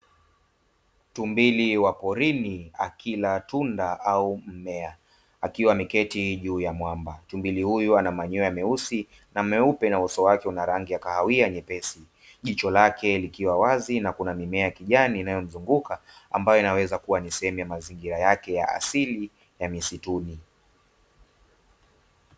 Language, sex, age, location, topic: Swahili, male, 25-35, Dar es Salaam, agriculture